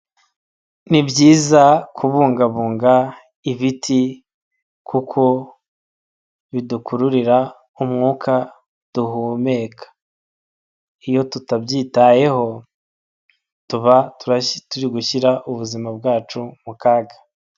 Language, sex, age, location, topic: Kinyarwanda, male, 25-35, Nyagatare, agriculture